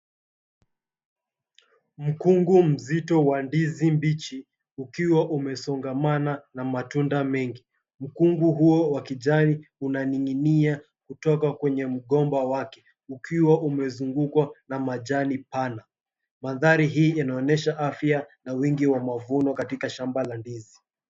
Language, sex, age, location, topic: Swahili, male, 25-35, Mombasa, agriculture